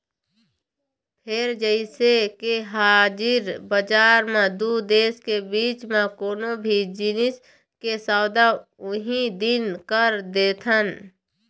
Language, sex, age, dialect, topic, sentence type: Chhattisgarhi, female, 60-100, Eastern, banking, statement